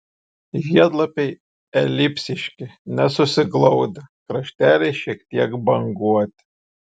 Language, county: Lithuanian, Šiauliai